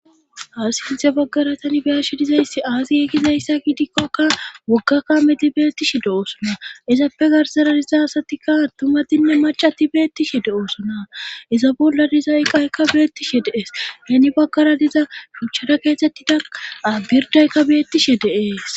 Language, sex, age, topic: Gamo, female, 25-35, government